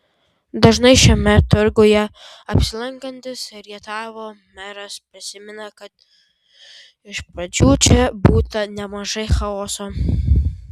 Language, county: Lithuanian, Vilnius